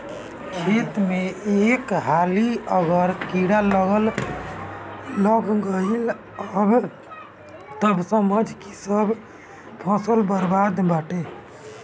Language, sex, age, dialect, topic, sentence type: Bhojpuri, male, 25-30, Northern, agriculture, statement